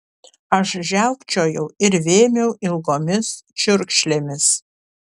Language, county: Lithuanian, Panevėžys